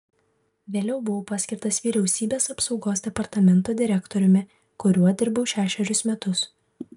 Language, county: Lithuanian, Vilnius